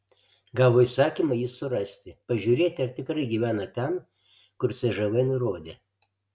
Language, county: Lithuanian, Alytus